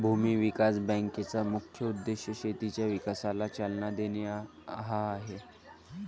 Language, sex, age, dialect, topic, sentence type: Marathi, male, 18-24, Varhadi, banking, statement